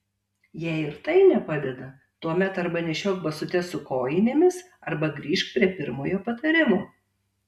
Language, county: Lithuanian, Tauragė